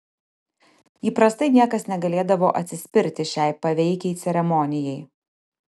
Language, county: Lithuanian, Panevėžys